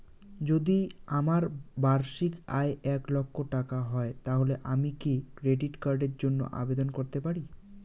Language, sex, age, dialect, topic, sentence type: Bengali, male, 18-24, Rajbangshi, banking, question